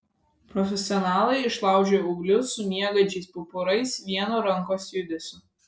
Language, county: Lithuanian, Vilnius